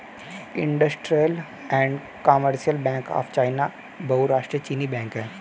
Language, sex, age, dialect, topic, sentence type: Hindi, male, 18-24, Hindustani Malvi Khadi Boli, banking, statement